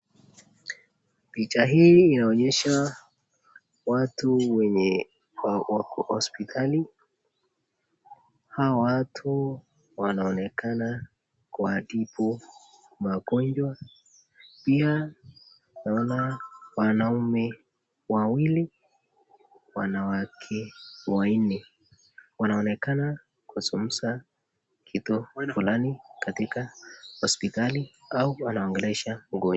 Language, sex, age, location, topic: Swahili, male, 18-24, Nakuru, health